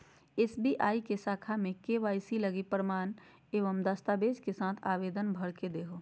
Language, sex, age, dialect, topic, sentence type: Magahi, female, 31-35, Southern, banking, statement